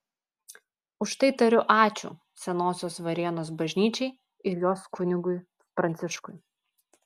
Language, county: Lithuanian, Vilnius